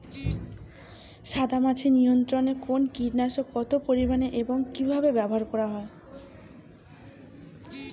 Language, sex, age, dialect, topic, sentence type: Bengali, female, 18-24, Rajbangshi, agriculture, question